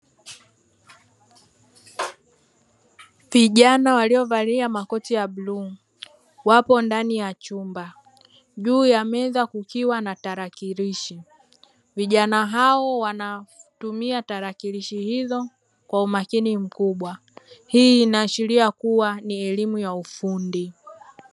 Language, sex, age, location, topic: Swahili, female, 25-35, Dar es Salaam, education